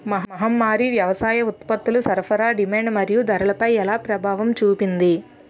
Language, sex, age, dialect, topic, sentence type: Telugu, female, 18-24, Utterandhra, agriculture, question